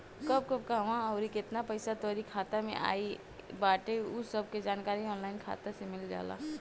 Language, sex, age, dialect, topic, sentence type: Bhojpuri, female, 18-24, Northern, banking, statement